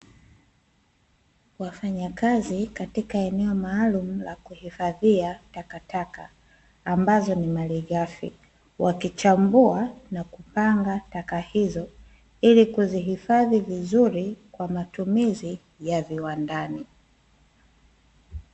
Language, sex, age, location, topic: Swahili, female, 25-35, Dar es Salaam, government